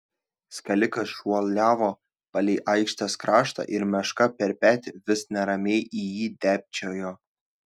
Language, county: Lithuanian, Šiauliai